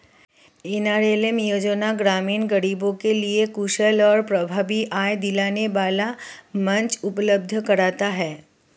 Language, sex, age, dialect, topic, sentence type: Hindi, female, 31-35, Marwari Dhudhari, banking, statement